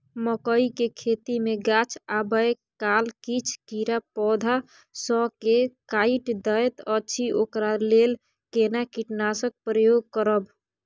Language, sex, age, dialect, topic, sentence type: Maithili, female, 18-24, Bajjika, agriculture, question